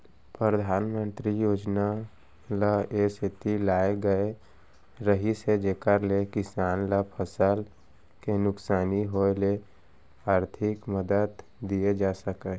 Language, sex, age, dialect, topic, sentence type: Chhattisgarhi, male, 25-30, Central, banking, statement